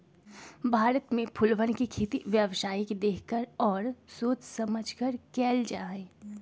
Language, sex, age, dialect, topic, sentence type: Magahi, female, 25-30, Western, agriculture, statement